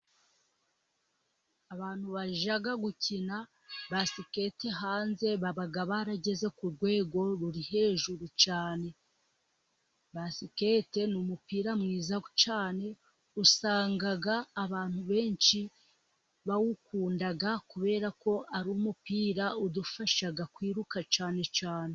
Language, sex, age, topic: Kinyarwanda, female, 25-35, government